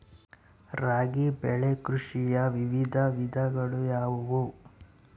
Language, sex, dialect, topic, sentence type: Kannada, male, Central, agriculture, question